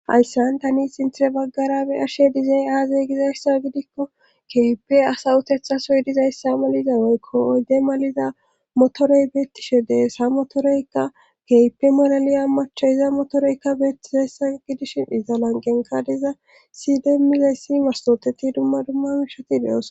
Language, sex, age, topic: Gamo, female, 18-24, government